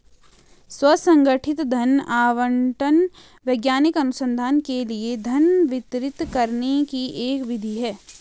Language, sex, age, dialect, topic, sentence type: Hindi, female, 18-24, Garhwali, banking, statement